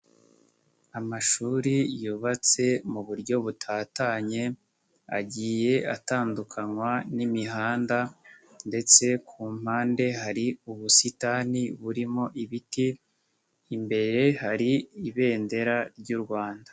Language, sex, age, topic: Kinyarwanda, male, 18-24, education